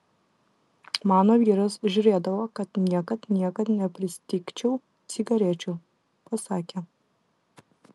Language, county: Lithuanian, Vilnius